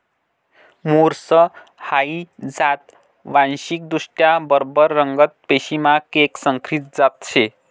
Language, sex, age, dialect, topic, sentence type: Marathi, male, 51-55, Northern Konkan, agriculture, statement